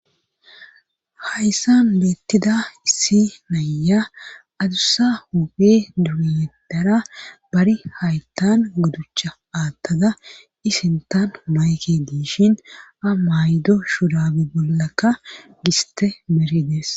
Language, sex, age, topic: Gamo, female, 25-35, government